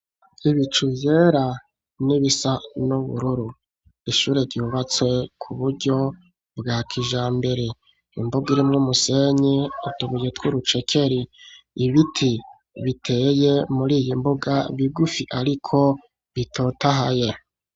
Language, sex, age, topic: Rundi, male, 25-35, education